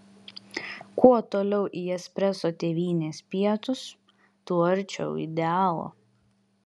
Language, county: Lithuanian, Vilnius